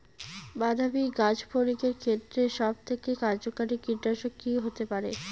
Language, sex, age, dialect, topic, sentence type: Bengali, female, 25-30, Rajbangshi, agriculture, question